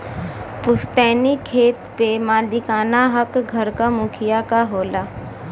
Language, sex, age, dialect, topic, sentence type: Bhojpuri, female, 25-30, Western, agriculture, statement